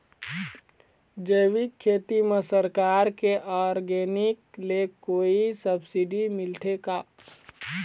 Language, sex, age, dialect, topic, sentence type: Chhattisgarhi, male, 18-24, Eastern, agriculture, question